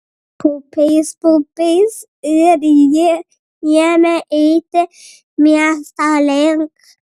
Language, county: Lithuanian, Vilnius